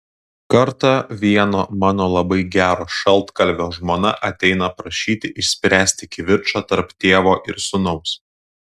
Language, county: Lithuanian, Klaipėda